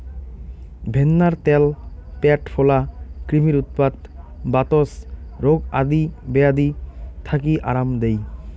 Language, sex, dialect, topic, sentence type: Bengali, male, Rajbangshi, agriculture, statement